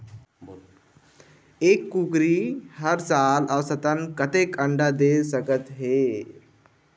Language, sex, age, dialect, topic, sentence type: Chhattisgarhi, male, 18-24, Western/Budati/Khatahi, agriculture, question